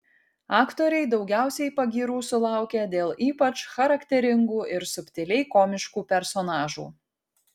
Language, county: Lithuanian, Kaunas